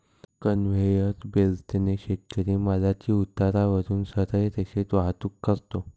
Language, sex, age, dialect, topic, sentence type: Marathi, male, 18-24, Northern Konkan, agriculture, statement